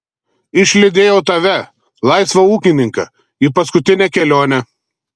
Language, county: Lithuanian, Telšiai